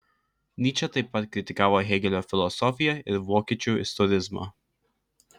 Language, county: Lithuanian, Klaipėda